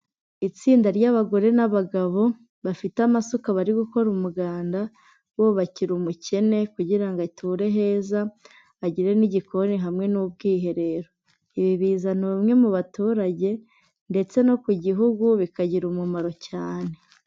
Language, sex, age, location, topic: Kinyarwanda, female, 25-35, Huye, agriculture